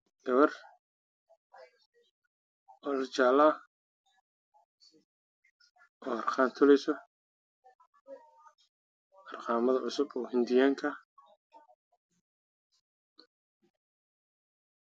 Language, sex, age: Somali, male, 18-24